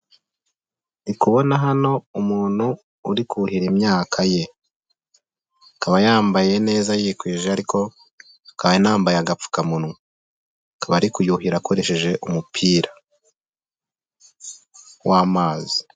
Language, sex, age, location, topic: Kinyarwanda, male, 18-24, Nyagatare, agriculture